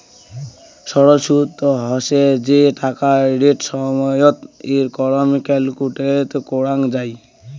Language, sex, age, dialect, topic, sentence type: Bengali, male, <18, Rajbangshi, banking, statement